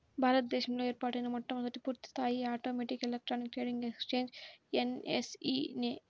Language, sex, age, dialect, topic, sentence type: Telugu, female, 18-24, Central/Coastal, banking, statement